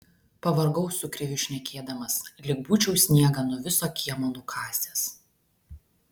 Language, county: Lithuanian, Klaipėda